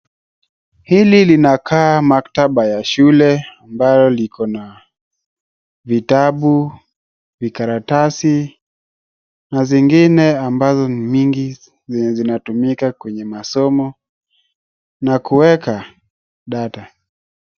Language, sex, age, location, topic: Swahili, male, 18-24, Wajir, education